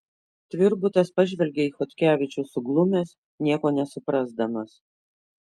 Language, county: Lithuanian, Kaunas